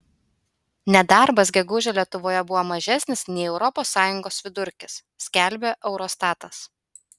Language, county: Lithuanian, Utena